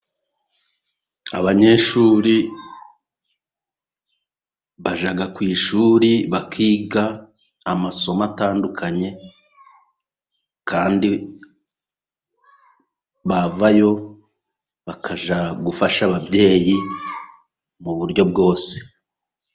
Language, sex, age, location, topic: Kinyarwanda, male, 36-49, Musanze, education